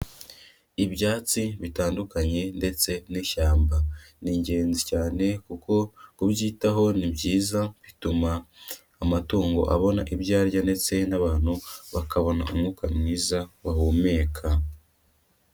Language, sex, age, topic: Kinyarwanda, male, 25-35, agriculture